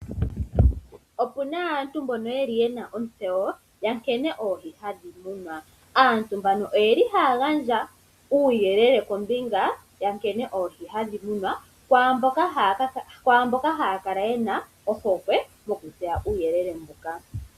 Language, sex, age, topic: Oshiwambo, female, 18-24, agriculture